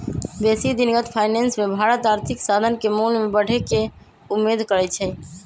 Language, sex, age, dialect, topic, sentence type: Magahi, male, 25-30, Western, banking, statement